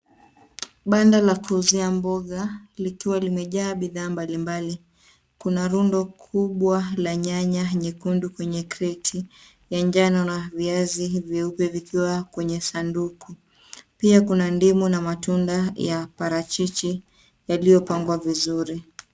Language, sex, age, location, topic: Swahili, female, 25-35, Nairobi, finance